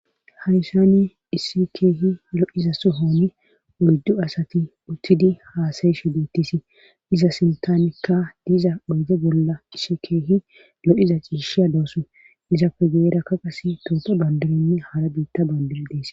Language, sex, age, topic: Gamo, female, 18-24, government